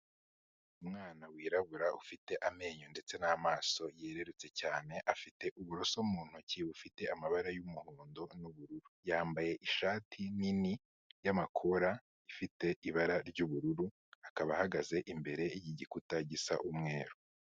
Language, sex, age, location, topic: Kinyarwanda, male, 25-35, Kigali, health